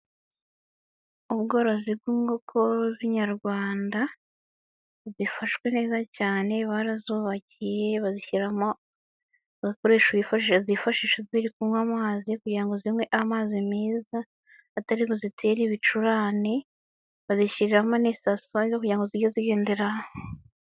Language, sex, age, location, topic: Kinyarwanda, female, 25-35, Nyagatare, agriculture